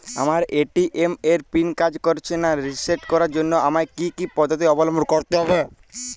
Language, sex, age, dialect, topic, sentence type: Bengali, male, 18-24, Jharkhandi, banking, question